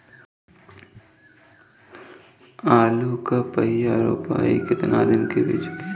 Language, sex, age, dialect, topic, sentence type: Bhojpuri, male, 18-24, Southern / Standard, agriculture, question